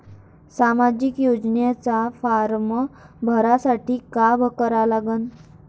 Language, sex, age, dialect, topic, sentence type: Marathi, female, 25-30, Varhadi, banking, question